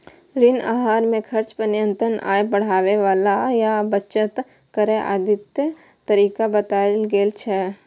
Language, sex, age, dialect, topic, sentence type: Maithili, female, 18-24, Eastern / Thethi, banking, statement